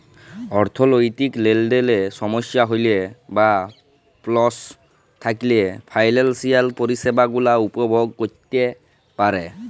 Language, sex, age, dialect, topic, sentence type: Bengali, female, 36-40, Jharkhandi, banking, statement